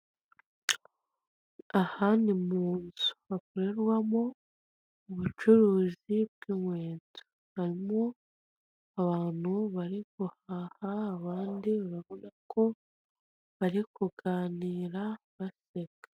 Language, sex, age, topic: Kinyarwanda, female, 25-35, finance